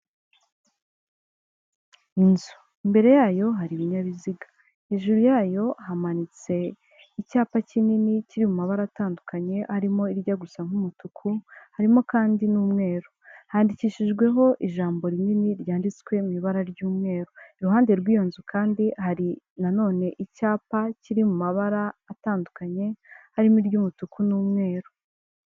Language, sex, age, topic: Kinyarwanda, female, 18-24, finance